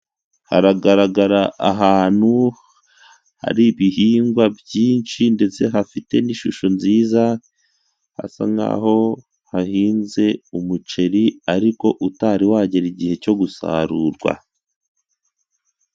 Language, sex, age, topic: Kinyarwanda, male, 25-35, agriculture